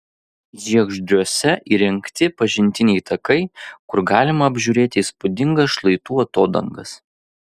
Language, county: Lithuanian, Vilnius